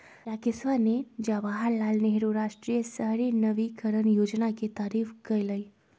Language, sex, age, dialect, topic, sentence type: Magahi, female, 25-30, Western, banking, statement